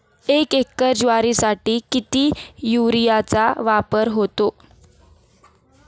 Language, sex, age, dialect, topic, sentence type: Marathi, female, 18-24, Standard Marathi, agriculture, question